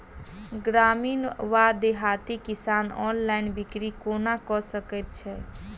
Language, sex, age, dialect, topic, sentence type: Maithili, female, 18-24, Southern/Standard, agriculture, question